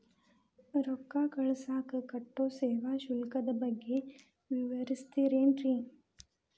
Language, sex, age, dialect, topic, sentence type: Kannada, female, 25-30, Dharwad Kannada, banking, question